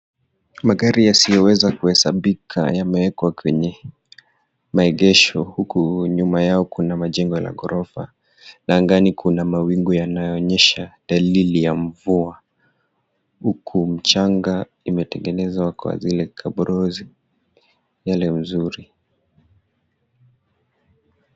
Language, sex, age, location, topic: Swahili, male, 18-24, Kisumu, finance